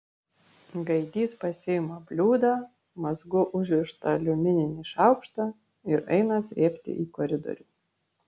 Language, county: Lithuanian, Vilnius